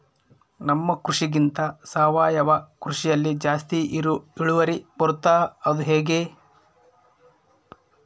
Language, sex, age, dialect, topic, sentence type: Kannada, male, 31-35, Central, agriculture, question